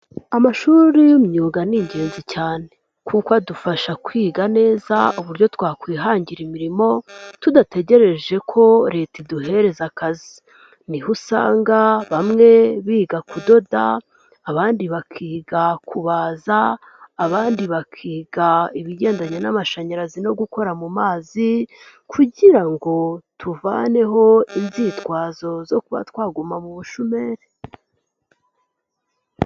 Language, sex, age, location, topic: Kinyarwanda, female, 18-24, Nyagatare, education